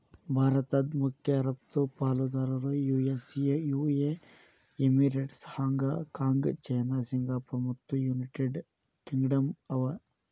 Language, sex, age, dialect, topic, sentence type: Kannada, male, 18-24, Dharwad Kannada, banking, statement